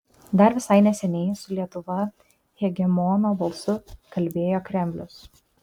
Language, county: Lithuanian, Kaunas